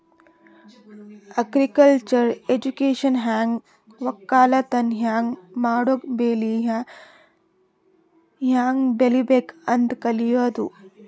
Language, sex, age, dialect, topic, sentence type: Kannada, female, 18-24, Northeastern, agriculture, statement